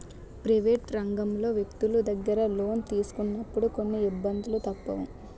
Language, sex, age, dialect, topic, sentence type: Telugu, female, 60-100, Utterandhra, banking, statement